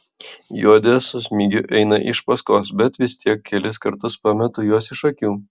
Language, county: Lithuanian, Klaipėda